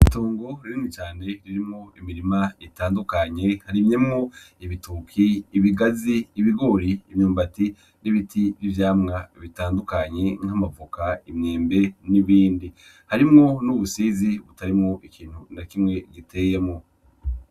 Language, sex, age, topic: Rundi, male, 25-35, agriculture